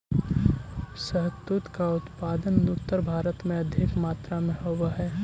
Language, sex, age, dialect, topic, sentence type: Magahi, male, 18-24, Central/Standard, agriculture, statement